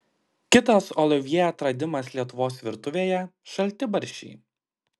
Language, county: Lithuanian, Klaipėda